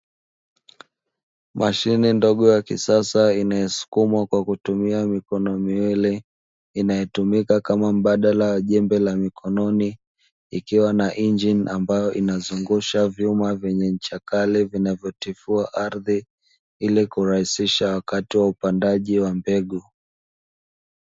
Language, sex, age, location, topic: Swahili, male, 25-35, Dar es Salaam, agriculture